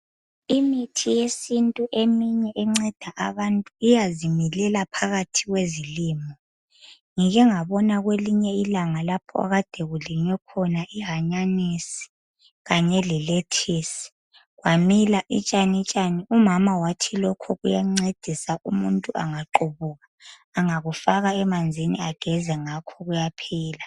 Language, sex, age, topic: North Ndebele, female, 25-35, health